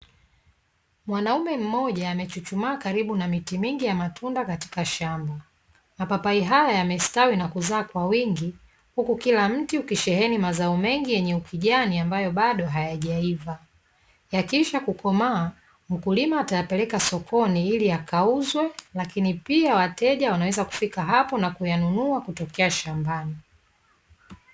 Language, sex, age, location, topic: Swahili, female, 25-35, Dar es Salaam, agriculture